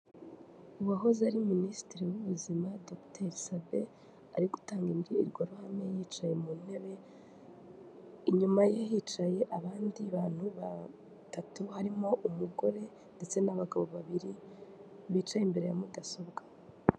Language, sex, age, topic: Kinyarwanda, female, 18-24, government